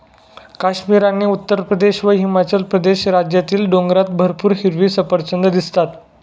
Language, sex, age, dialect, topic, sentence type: Marathi, male, 18-24, Standard Marathi, agriculture, statement